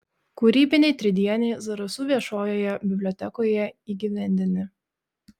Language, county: Lithuanian, Šiauliai